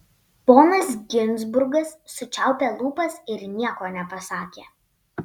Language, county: Lithuanian, Panevėžys